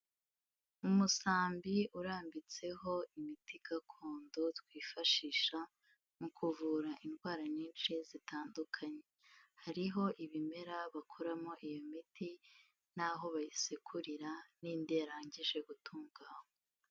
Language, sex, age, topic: Kinyarwanda, female, 18-24, health